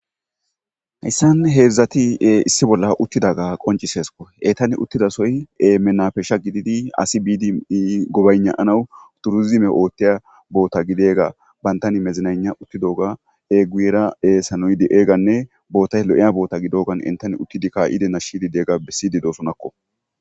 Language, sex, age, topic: Gamo, male, 25-35, government